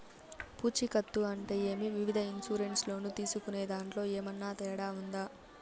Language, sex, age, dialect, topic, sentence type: Telugu, female, 18-24, Southern, banking, question